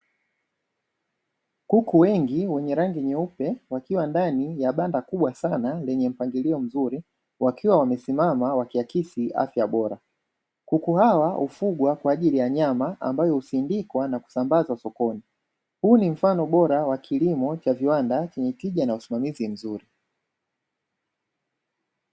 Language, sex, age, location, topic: Swahili, male, 25-35, Dar es Salaam, agriculture